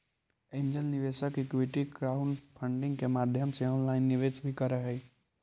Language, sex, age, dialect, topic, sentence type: Magahi, male, 18-24, Central/Standard, banking, statement